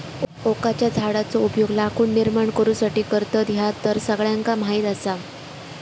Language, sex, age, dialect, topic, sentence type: Marathi, female, 25-30, Southern Konkan, agriculture, statement